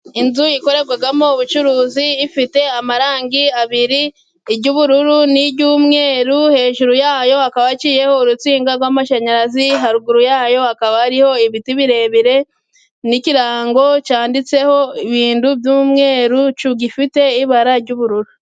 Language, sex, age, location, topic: Kinyarwanda, female, 25-35, Musanze, finance